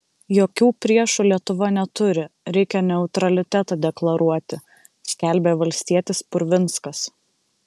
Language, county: Lithuanian, Vilnius